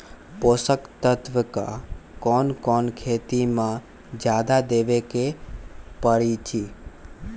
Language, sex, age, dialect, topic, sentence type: Magahi, male, 41-45, Western, agriculture, question